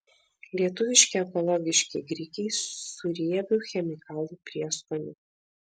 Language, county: Lithuanian, Vilnius